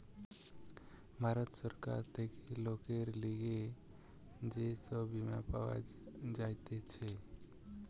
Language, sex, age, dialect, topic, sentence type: Bengali, male, 18-24, Western, banking, statement